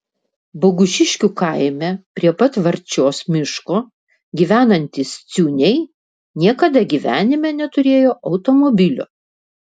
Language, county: Lithuanian, Vilnius